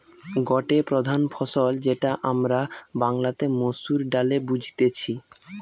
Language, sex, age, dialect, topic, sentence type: Bengali, male, 18-24, Western, agriculture, statement